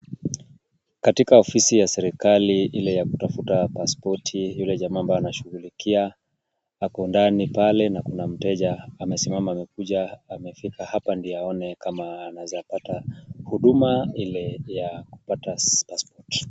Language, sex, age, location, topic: Swahili, male, 36-49, Kisumu, government